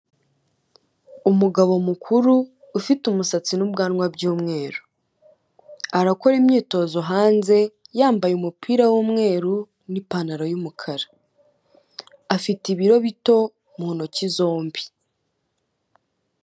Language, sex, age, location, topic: Kinyarwanda, female, 18-24, Kigali, health